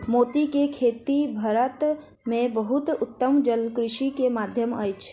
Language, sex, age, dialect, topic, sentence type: Maithili, female, 51-55, Southern/Standard, agriculture, statement